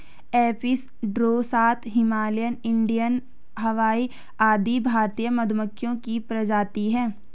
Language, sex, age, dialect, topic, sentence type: Hindi, female, 18-24, Hindustani Malvi Khadi Boli, agriculture, statement